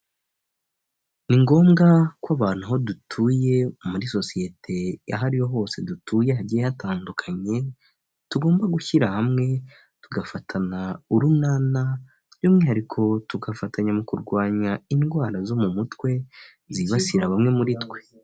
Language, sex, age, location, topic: Kinyarwanda, male, 18-24, Huye, health